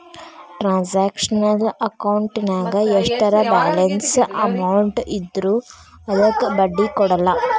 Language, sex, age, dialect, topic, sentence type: Kannada, female, 18-24, Dharwad Kannada, banking, statement